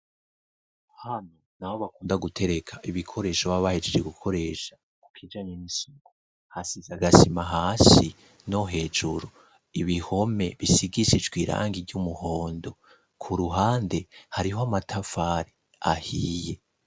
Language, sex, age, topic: Rundi, male, 25-35, education